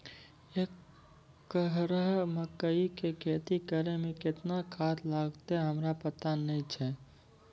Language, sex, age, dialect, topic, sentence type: Maithili, male, 18-24, Angika, agriculture, question